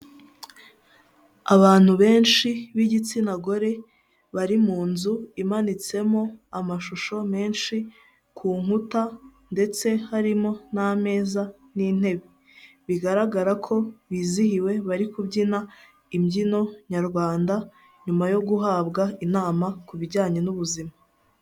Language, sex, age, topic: Kinyarwanda, female, 18-24, health